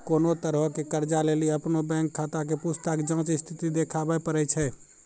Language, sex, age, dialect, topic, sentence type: Maithili, male, 36-40, Angika, banking, statement